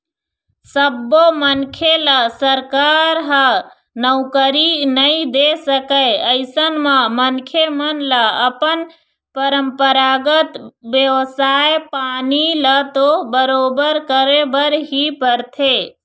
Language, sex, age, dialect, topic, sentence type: Chhattisgarhi, female, 41-45, Eastern, banking, statement